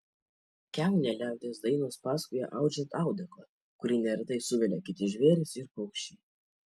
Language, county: Lithuanian, Kaunas